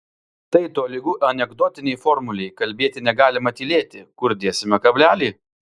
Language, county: Lithuanian, Vilnius